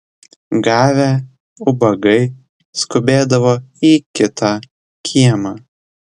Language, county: Lithuanian, Telšiai